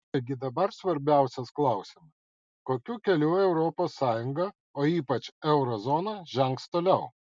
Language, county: Lithuanian, Vilnius